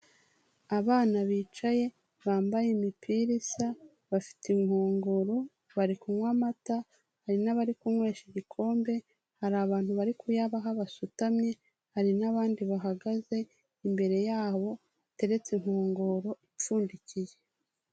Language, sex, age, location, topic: Kinyarwanda, female, 36-49, Kigali, health